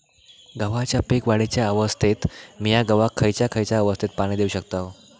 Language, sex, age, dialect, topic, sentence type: Marathi, male, 18-24, Southern Konkan, agriculture, question